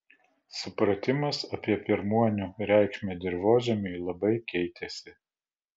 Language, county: Lithuanian, Vilnius